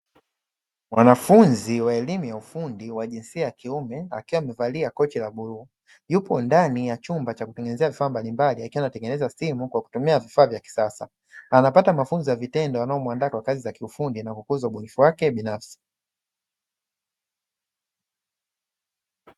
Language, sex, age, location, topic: Swahili, male, 25-35, Dar es Salaam, education